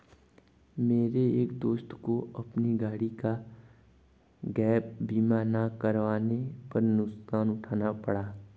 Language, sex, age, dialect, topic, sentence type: Hindi, male, 25-30, Hindustani Malvi Khadi Boli, banking, statement